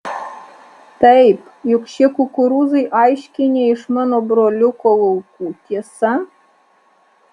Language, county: Lithuanian, Alytus